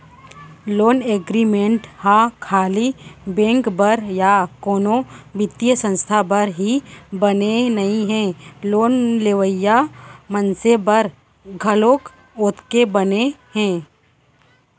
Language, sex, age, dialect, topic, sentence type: Chhattisgarhi, female, 25-30, Central, banking, statement